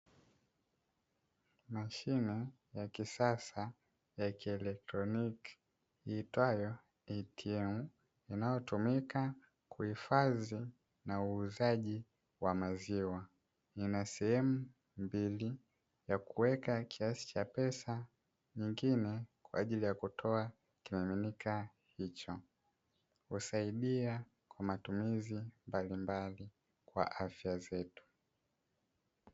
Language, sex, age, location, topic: Swahili, male, 18-24, Dar es Salaam, finance